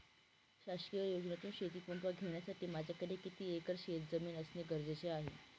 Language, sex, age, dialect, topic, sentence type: Marathi, female, 18-24, Northern Konkan, agriculture, question